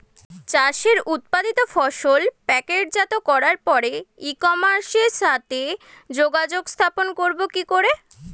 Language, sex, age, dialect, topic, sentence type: Bengali, female, 18-24, Standard Colloquial, agriculture, question